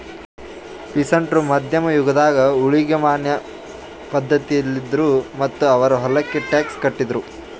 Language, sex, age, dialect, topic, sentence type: Kannada, male, 18-24, Northeastern, agriculture, statement